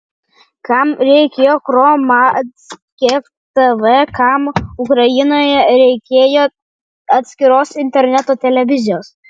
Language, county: Lithuanian, Vilnius